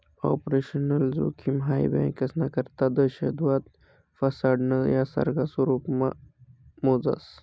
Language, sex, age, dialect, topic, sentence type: Marathi, male, 25-30, Northern Konkan, banking, statement